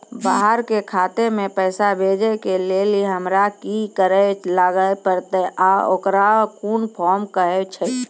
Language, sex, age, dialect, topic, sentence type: Maithili, female, 36-40, Angika, banking, question